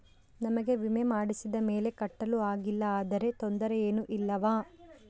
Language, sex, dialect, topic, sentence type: Kannada, female, Central, banking, question